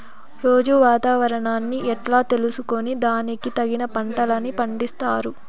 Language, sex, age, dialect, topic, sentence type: Telugu, female, 18-24, Southern, agriculture, question